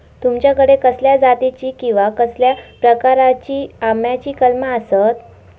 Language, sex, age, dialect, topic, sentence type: Marathi, female, 18-24, Southern Konkan, agriculture, question